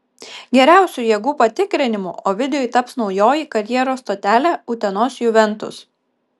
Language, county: Lithuanian, Kaunas